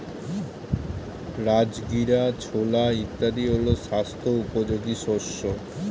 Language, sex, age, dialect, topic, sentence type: Bengali, male, 18-24, Standard Colloquial, agriculture, statement